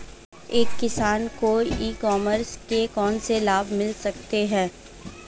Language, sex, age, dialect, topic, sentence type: Hindi, female, 18-24, Marwari Dhudhari, agriculture, question